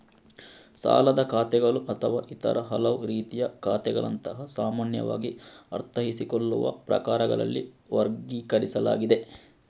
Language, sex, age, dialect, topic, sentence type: Kannada, male, 60-100, Coastal/Dakshin, banking, statement